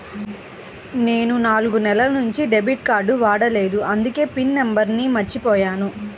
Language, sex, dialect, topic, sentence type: Telugu, female, Central/Coastal, banking, statement